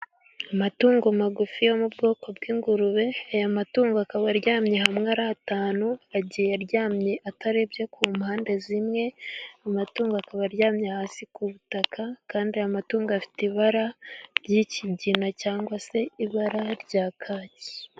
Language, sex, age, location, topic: Kinyarwanda, female, 18-24, Gakenke, agriculture